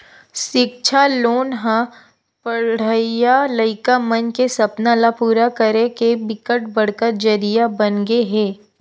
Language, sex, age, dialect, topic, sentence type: Chhattisgarhi, female, 51-55, Western/Budati/Khatahi, banking, statement